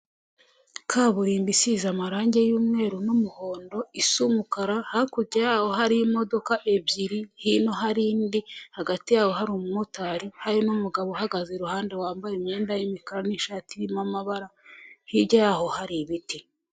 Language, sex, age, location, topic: Kinyarwanda, female, 25-35, Huye, government